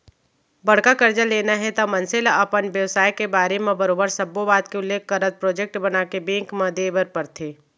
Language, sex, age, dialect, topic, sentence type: Chhattisgarhi, female, 25-30, Central, banking, statement